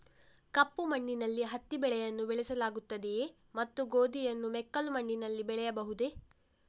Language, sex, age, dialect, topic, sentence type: Kannada, female, 56-60, Coastal/Dakshin, agriculture, question